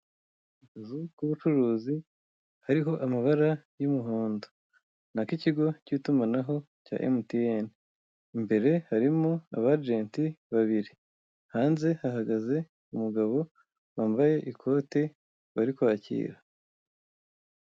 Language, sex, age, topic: Kinyarwanda, female, 25-35, finance